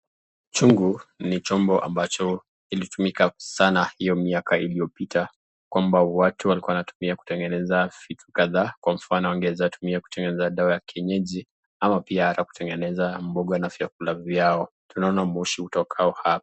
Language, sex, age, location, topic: Swahili, male, 25-35, Nakuru, health